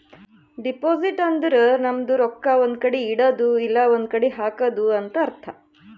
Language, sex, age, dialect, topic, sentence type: Kannada, female, 31-35, Northeastern, banking, statement